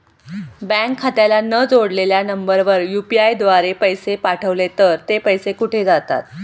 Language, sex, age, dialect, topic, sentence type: Marathi, female, 46-50, Standard Marathi, banking, question